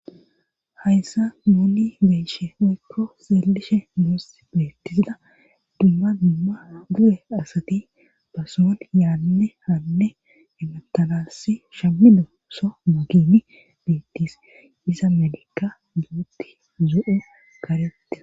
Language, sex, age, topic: Gamo, female, 18-24, government